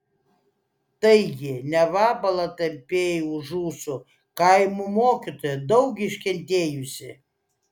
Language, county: Lithuanian, Klaipėda